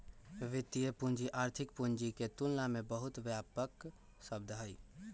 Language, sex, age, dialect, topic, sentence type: Magahi, male, 41-45, Western, banking, statement